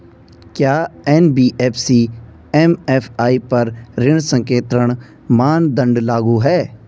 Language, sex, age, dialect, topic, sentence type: Hindi, male, 25-30, Garhwali, banking, question